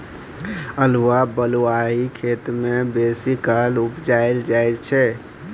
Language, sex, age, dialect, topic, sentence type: Maithili, male, 25-30, Bajjika, agriculture, statement